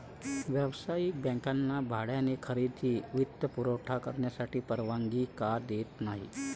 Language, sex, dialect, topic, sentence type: Marathi, male, Varhadi, banking, statement